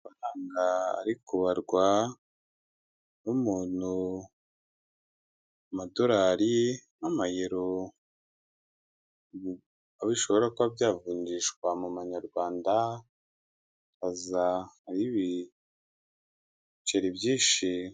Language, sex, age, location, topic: Kinyarwanda, male, 25-35, Kigali, finance